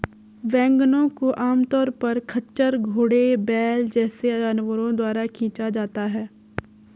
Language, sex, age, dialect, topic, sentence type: Hindi, female, 46-50, Garhwali, agriculture, statement